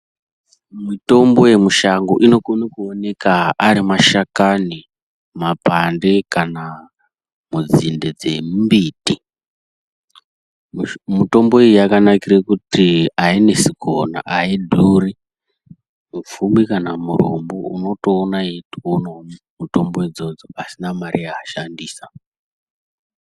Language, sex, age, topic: Ndau, male, 18-24, health